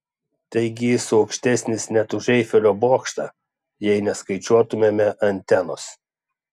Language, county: Lithuanian, Klaipėda